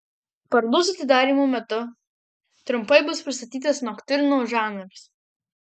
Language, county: Lithuanian, Marijampolė